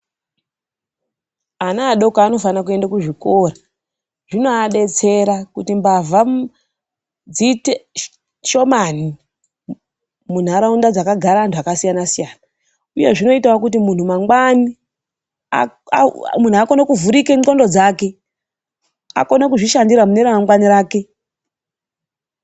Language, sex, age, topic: Ndau, female, 36-49, education